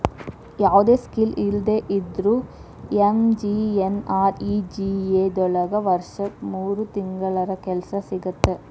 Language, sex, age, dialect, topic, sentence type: Kannada, female, 18-24, Dharwad Kannada, banking, statement